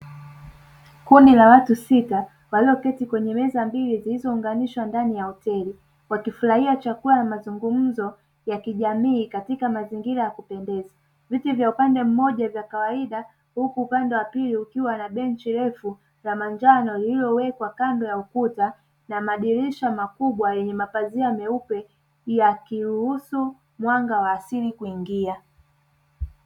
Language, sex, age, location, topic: Swahili, male, 18-24, Dar es Salaam, finance